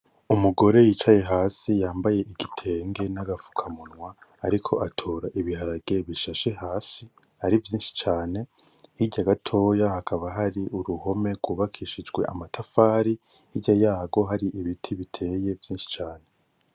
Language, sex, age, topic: Rundi, male, 18-24, agriculture